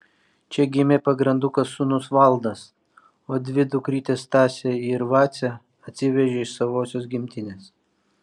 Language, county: Lithuanian, Vilnius